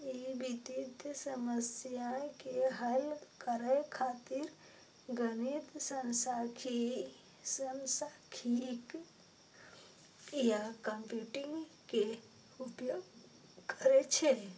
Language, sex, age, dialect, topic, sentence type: Maithili, female, 18-24, Eastern / Thethi, banking, statement